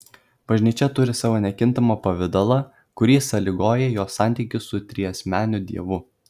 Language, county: Lithuanian, Kaunas